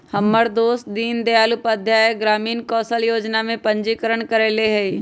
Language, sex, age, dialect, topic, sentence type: Magahi, female, 25-30, Western, banking, statement